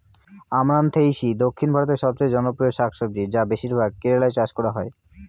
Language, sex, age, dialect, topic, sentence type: Bengali, male, 18-24, Rajbangshi, agriculture, question